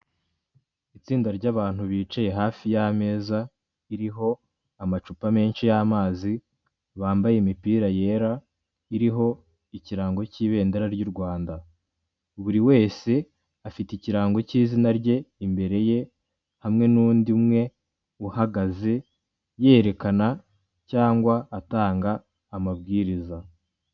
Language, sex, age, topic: Kinyarwanda, male, 25-35, government